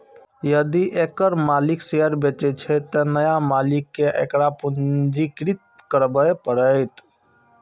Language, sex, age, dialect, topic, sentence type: Maithili, male, 25-30, Eastern / Thethi, banking, statement